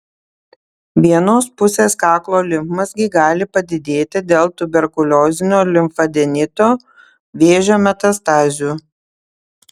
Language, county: Lithuanian, Panevėžys